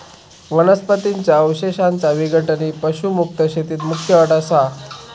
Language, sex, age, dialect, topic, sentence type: Marathi, male, 18-24, Southern Konkan, agriculture, statement